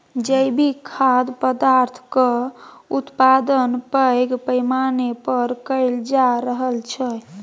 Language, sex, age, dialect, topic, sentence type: Maithili, female, 18-24, Bajjika, agriculture, statement